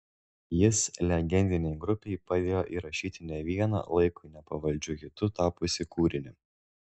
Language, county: Lithuanian, Šiauliai